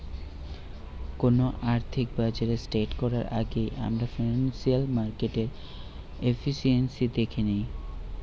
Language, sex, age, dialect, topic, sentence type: Bengali, male, 18-24, Western, banking, statement